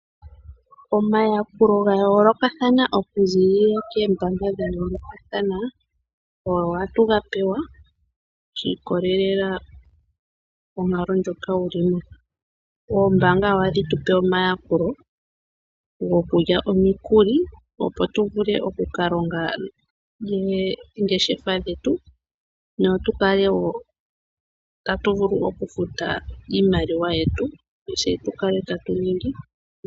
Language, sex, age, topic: Oshiwambo, female, 25-35, finance